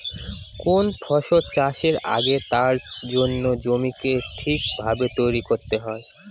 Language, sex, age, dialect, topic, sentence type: Bengali, female, 25-30, Northern/Varendri, agriculture, statement